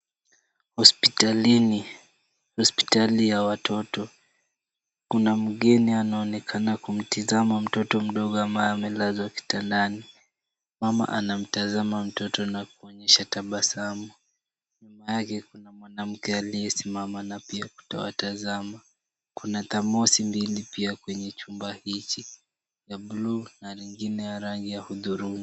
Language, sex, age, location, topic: Swahili, male, 18-24, Kisumu, health